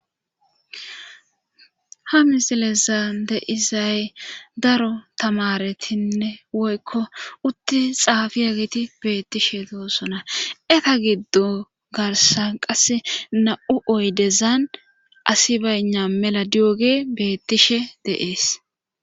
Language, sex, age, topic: Gamo, female, 25-35, government